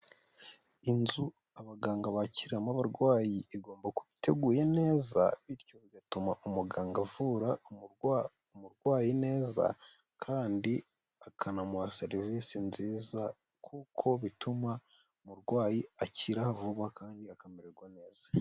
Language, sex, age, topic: Kinyarwanda, female, 18-24, health